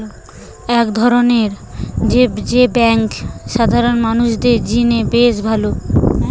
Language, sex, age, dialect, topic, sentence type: Bengali, female, 18-24, Western, banking, statement